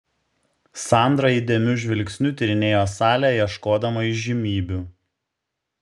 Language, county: Lithuanian, Šiauliai